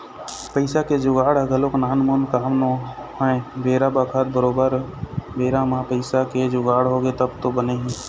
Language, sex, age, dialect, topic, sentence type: Chhattisgarhi, male, 25-30, Eastern, banking, statement